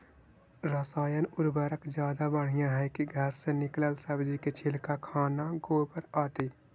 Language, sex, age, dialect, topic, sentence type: Magahi, male, 56-60, Central/Standard, agriculture, question